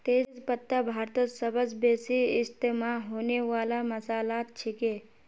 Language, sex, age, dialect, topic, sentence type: Magahi, female, 46-50, Northeastern/Surjapuri, agriculture, statement